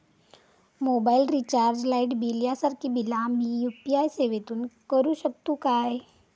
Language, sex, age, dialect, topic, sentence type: Marathi, female, 25-30, Southern Konkan, banking, question